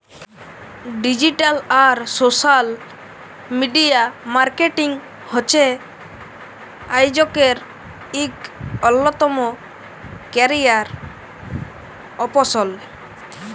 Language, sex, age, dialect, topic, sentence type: Bengali, male, 18-24, Jharkhandi, banking, statement